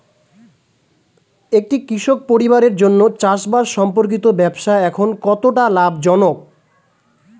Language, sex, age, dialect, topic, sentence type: Bengali, male, 25-30, Standard Colloquial, agriculture, statement